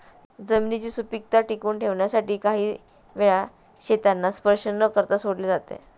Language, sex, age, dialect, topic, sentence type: Marathi, female, 31-35, Standard Marathi, agriculture, statement